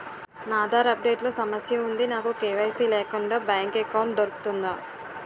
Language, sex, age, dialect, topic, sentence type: Telugu, female, 18-24, Utterandhra, banking, question